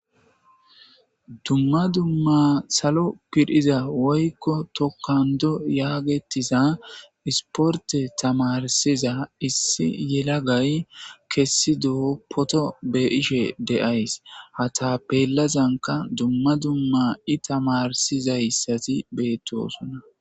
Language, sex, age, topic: Gamo, male, 25-35, government